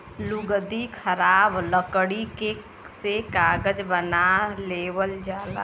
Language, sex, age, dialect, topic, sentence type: Bhojpuri, female, 31-35, Western, agriculture, statement